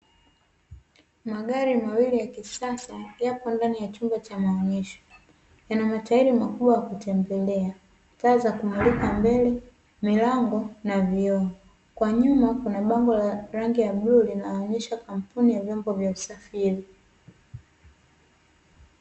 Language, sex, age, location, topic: Swahili, female, 18-24, Dar es Salaam, finance